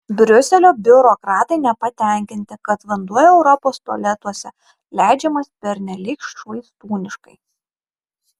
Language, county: Lithuanian, Marijampolė